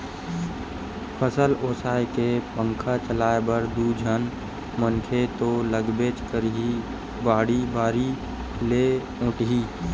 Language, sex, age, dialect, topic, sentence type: Chhattisgarhi, male, 18-24, Western/Budati/Khatahi, agriculture, statement